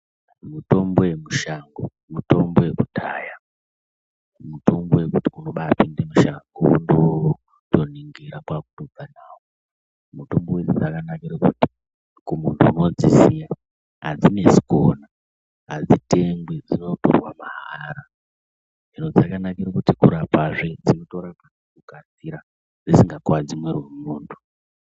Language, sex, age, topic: Ndau, male, 36-49, health